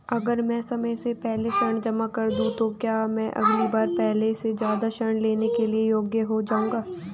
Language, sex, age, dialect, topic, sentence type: Hindi, female, 18-24, Hindustani Malvi Khadi Boli, banking, question